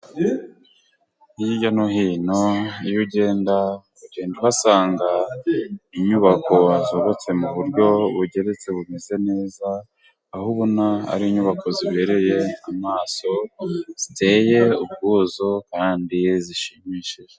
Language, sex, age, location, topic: Kinyarwanda, male, 18-24, Burera, government